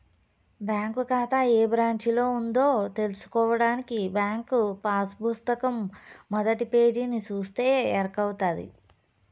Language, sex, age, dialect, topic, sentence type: Telugu, female, 25-30, Southern, banking, statement